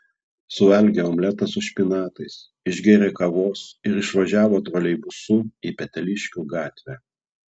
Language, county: Lithuanian, Klaipėda